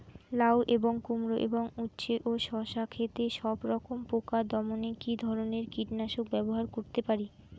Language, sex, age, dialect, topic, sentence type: Bengali, female, 18-24, Rajbangshi, agriculture, question